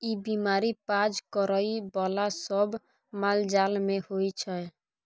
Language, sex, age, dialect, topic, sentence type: Maithili, female, 18-24, Bajjika, agriculture, statement